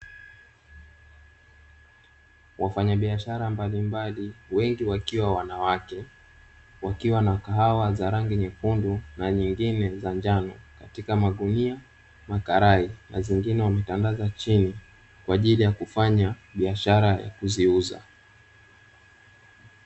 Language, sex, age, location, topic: Swahili, male, 18-24, Dar es Salaam, agriculture